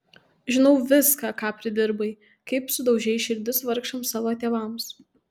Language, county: Lithuanian, Tauragė